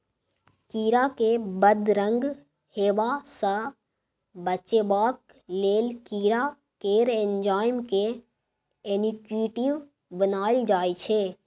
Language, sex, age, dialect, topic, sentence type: Maithili, female, 18-24, Bajjika, agriculture, statement